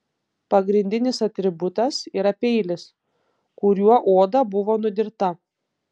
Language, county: Lithuanian, Panevėžys